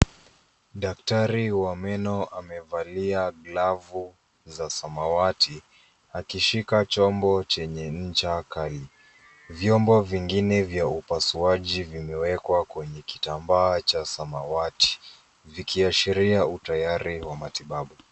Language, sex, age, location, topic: Swahili, male, 25-35, Nairobi, health